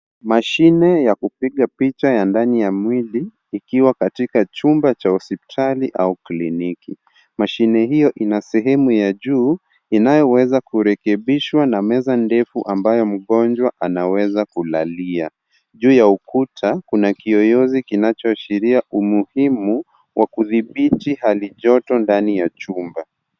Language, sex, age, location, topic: Swahili, male, 25-35, Nairobi, health